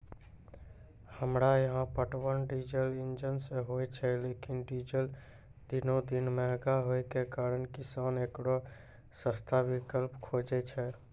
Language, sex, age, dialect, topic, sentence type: Maithili, male, 25-30, Angika, agriculture, question